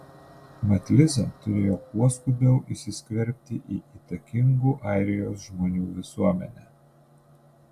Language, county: Lithuanian, Panevėžys